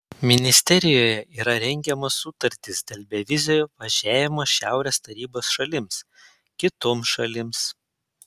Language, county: Lithuanian, Panevėžys